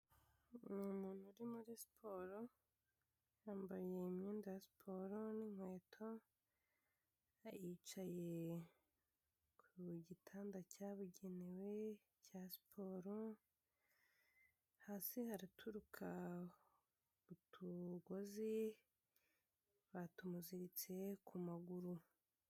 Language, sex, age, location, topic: Kinyarwanda, female, 18-24, Kigali, health